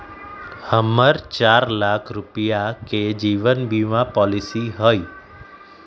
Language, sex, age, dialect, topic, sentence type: Magahi, male, 25-30, Western, banking, statement